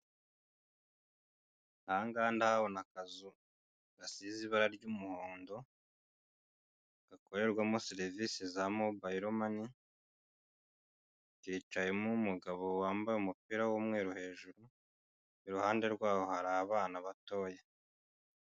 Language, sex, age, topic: Kinyarwanda, male, 25-35, finance